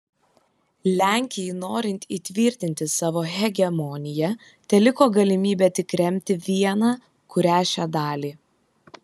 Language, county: Lithuanian, Kaunas